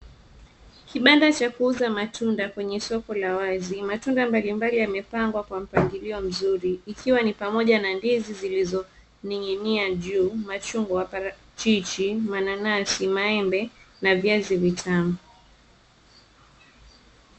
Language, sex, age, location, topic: Swahili, female, 25-35, Mombasa, finance